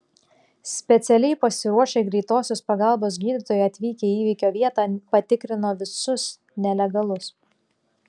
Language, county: Lithuanian, Klaipėda